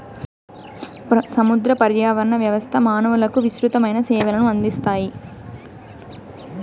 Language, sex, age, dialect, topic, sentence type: Telugu, female, 18-24, Southern, agriculture, statement